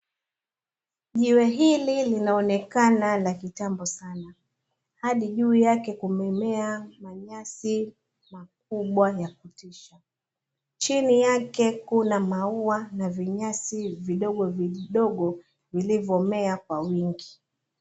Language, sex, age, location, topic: Swahili, female, 25-35, Mombasa, government